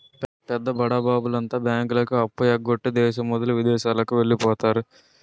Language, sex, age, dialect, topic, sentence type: Telugu, male, 46-50, Utterandhra, banking, statement